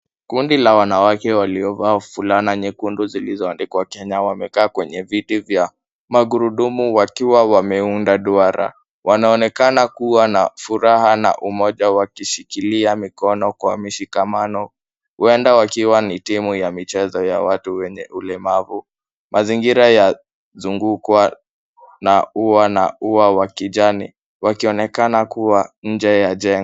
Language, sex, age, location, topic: Swahili, male, 18-24, Kisumu, education